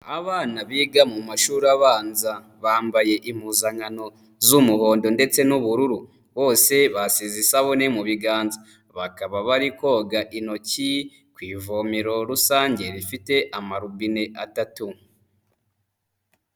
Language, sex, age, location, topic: Kinyarwanda, male, 25-35, Huye, health